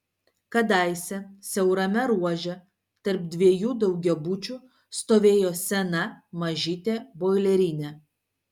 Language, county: Lithuanian, Vilnius